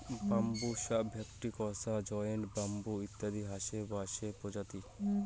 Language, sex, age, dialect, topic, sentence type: Bengali, male, 18-24, Rajbangshi, agriculture, statement